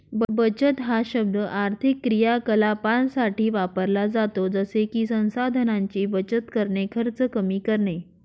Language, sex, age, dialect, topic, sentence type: Marathi, female, 25-30, Northern Konkan, banking, statement